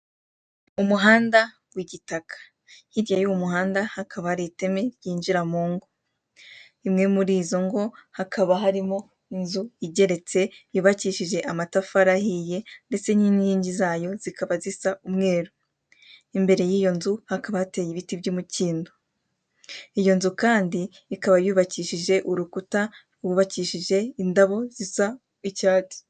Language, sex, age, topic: Kinyarwanda, female, 18-24, government